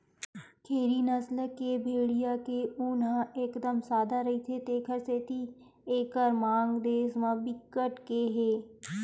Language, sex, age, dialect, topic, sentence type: Chhattisgarhi, female, 25-30, Western/Budati/Khatahi, agriculture, statement